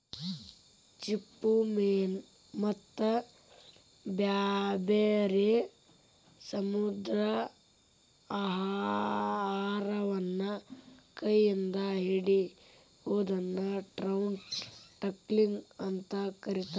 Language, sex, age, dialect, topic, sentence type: Kannada, male, 18-24, Dharwad Kannada, agriculture, statement